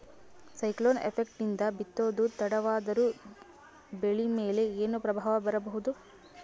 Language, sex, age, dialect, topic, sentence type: Kannada, female, 18-24, Northeastern, agriculture, question